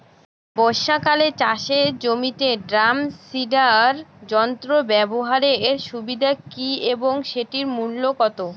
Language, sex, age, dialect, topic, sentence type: Bengali, female, 18-24, Rajbangshi, agriculture, question